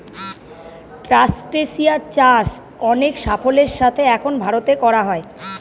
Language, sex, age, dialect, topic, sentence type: Bengali, female, 41-45, Northern/Varendri, agriculture, statement